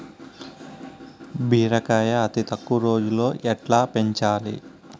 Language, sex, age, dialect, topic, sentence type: Telugu, male, 25-30, Southern, agriculture, question